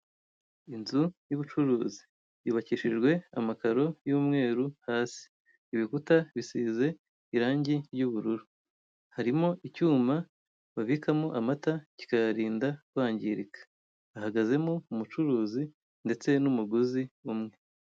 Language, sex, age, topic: Kinyarwanda, female, 25-35, finance